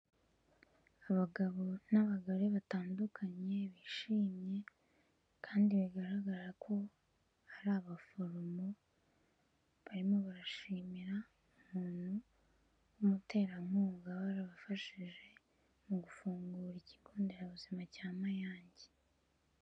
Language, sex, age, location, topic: Kinyarwanda, female, 18-24, Kigali, health